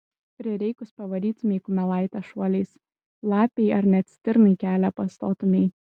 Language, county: Lithuanian, Kaunas